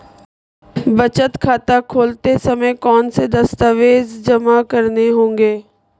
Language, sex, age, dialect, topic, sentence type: Hindi, female, 25-30, Marwari Dhudhari, banking, question